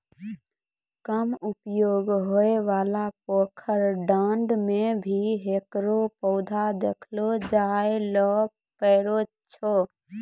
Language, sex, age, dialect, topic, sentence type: Maithili, female, 18-24, Angika, agriculture, statement